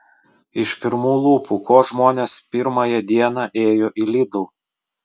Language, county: Lithuanian, Vilnius